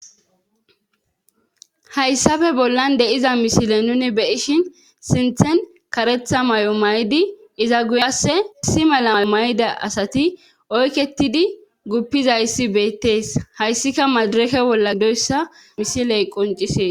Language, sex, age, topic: Gamo, female, 25-35, government